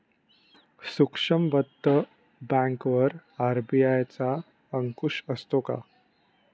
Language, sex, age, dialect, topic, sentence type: Marathi, male, 25-30, Standard Marathi, banking, question